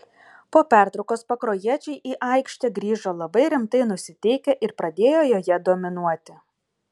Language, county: Lithuanian, Kaunas